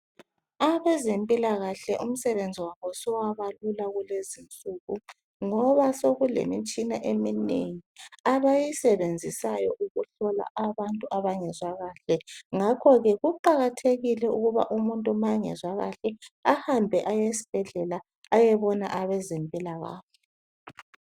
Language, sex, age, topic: North Ndebele, female, 36-49, health